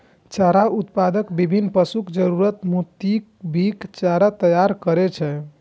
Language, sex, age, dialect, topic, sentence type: Maithili, female, 18-24, Eastern / Thethi, agriculture, statement